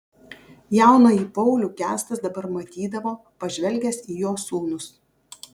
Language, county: Lithuanian, Kaunas